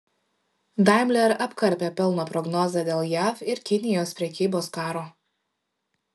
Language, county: Lithuanian, Šiauliai